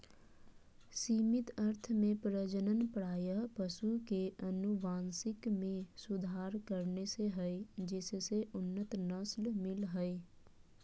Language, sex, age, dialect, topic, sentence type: Magahi, female, 25-30, Southern, agriculture, statement